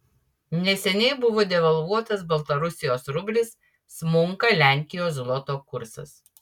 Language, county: Lithuanian, Utena